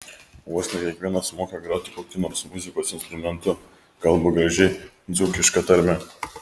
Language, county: Lithuanian, Kaunas